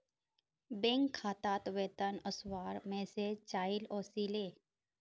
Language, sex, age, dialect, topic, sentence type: Magahi, female, 51-55, Northeastern/Surjapuri, banking, statement